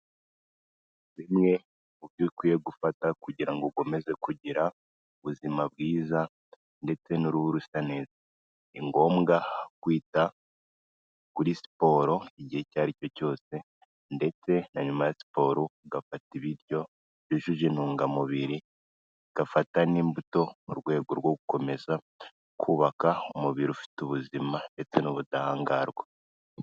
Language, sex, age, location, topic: Kinyarwanda, male, 18-24, Kigali, health